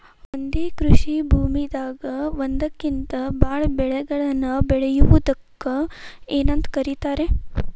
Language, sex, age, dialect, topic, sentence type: Kannada, female, 18-24, Dharwad Kannada, agriculture, question